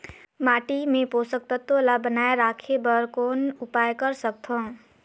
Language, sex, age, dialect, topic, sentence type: Chhattisgarhi, female, 18-24, Northern/Bhandar, agriculture, question